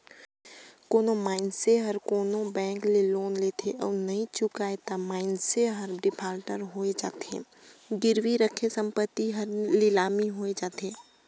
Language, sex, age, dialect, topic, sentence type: Chhattisgarhi, female, 18-24, Northern/Bhandar, banking, statement